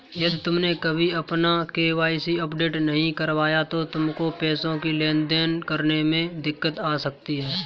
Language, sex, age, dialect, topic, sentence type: Hindi, male, 31-35, Kanauji Braj Bhasha, banking, statement